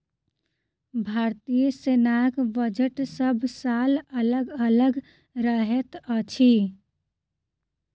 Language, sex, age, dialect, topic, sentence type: Maithili, female, 25-30, Southern/Standard, banking, statement